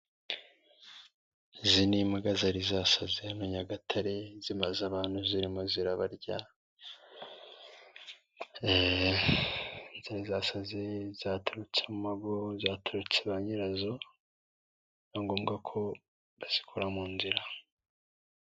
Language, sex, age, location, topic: Kinyarwanda, male, 18-24, Nyagatare, agriculture